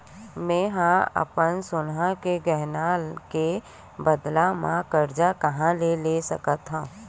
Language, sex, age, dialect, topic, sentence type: Chhattisgarhi, female, 31-35, Western/Budati/Khatahi, banking, statement